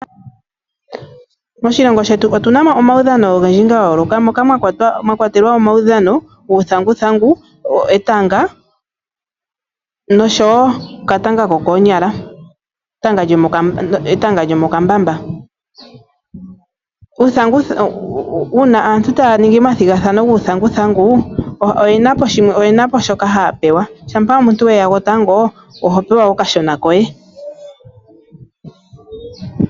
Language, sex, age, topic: Oshiwambo, female, 25-35, agriculture